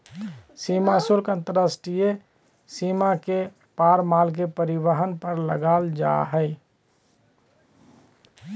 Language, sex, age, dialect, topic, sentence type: Magahi, male, 31-35, Southern, banking, statement